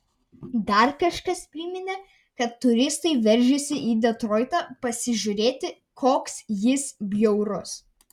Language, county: Lithuanian, Vilnius